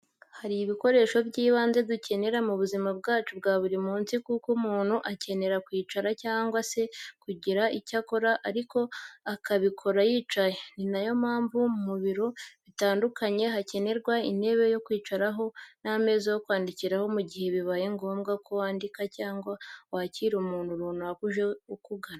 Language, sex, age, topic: Kinyarwanda, female, 18-24, education